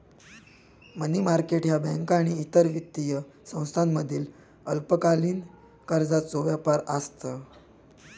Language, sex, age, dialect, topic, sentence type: Marathi, male, 25-30, Southern Konkan, banking, statement